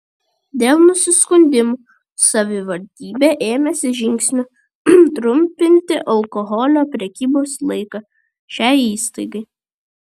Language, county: Lithuanian, Vilnius